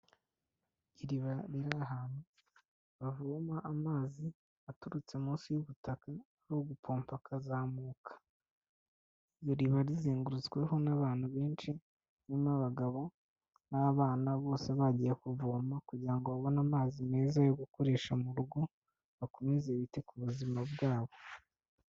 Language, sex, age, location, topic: Kinyarwanda, male, 25-35, Kigali, health